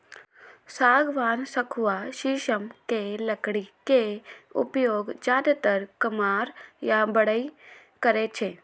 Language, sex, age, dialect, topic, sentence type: Maithili, female, 18-24, Eastern / Thethi, agriculture, statement